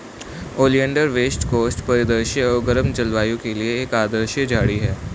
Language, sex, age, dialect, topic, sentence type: Hindi, male, 18-24, Hindustani Malvi Khadi Boli, agriculture, statement